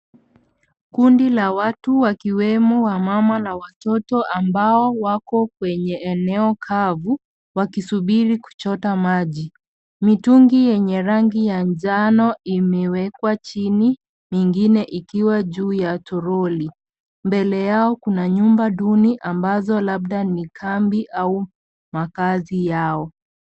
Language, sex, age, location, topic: Swahili, female, 25-35, Kisii, health